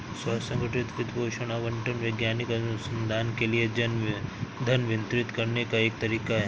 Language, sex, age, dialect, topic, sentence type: Hindi, male, 31-35, Awadhi Bundeli, banking, statement